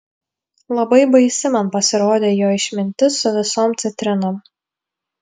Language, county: Lithuanian, Vilnius